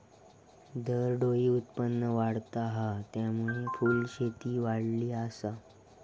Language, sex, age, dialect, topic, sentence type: Marathi, male, 18-24, Southern Konkan, agriculture, statement